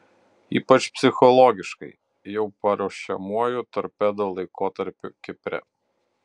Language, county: Lithuanian, Utena